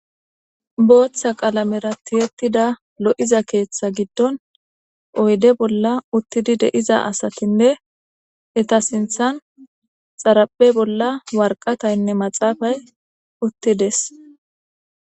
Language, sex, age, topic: Gamo, female, 18-24, government